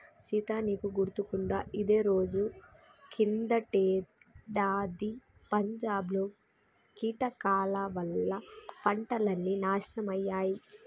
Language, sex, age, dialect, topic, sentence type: Telugu, female, 25-30, Telangana, agriculture, statement